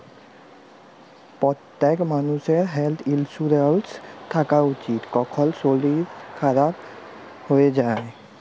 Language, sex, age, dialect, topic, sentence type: Bengali, male, 18-24, Jharkhandi, banking, statement